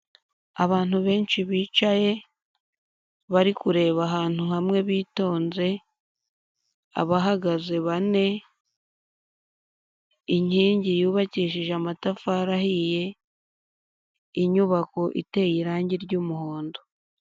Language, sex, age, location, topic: Kinyarwanda, female, 18-24, Huye, government